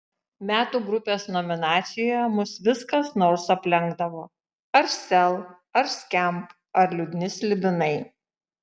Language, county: Lithuanian, Šiauliai